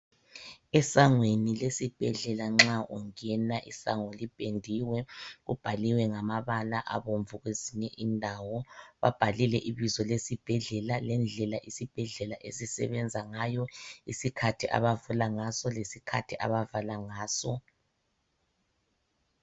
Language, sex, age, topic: North Ndebele, male, 25-35, health